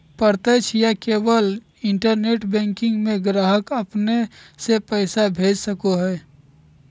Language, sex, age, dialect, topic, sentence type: Magahi, male, 18-24, Southern, banking, statement